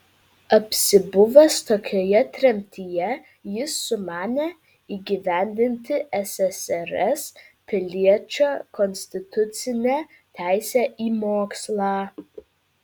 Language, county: Lithuanian, Vilnius